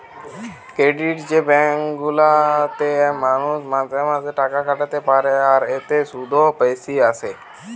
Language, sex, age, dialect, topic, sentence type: Bengali, male, 18-24, Western, banking, statement